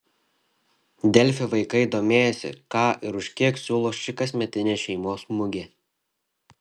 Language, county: Lithuanian, Šiauliai